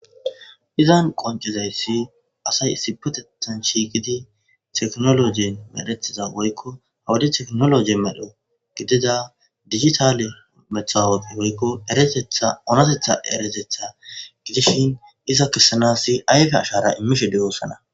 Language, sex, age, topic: Gamo, male, 18-24, government